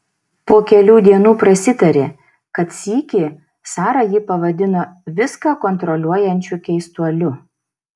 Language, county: Lithuanian, Šiauliai